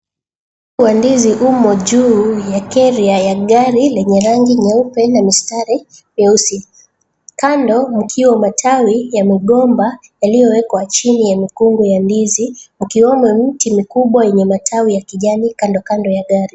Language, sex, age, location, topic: Swahili, female, 25-35, Mombasa, agriculture